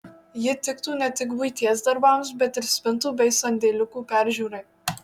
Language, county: Lithuanian, Marijampolė